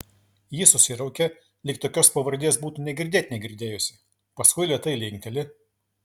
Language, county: Lithuanian, Klaipėda